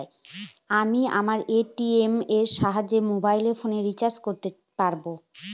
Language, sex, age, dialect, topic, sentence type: Bengali, female, 18-24, Northern/Varendri, banking, question